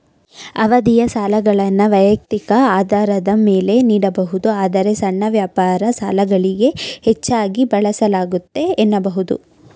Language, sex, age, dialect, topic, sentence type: Kannada, female, 18-24, Mysore Kannada, banking, statement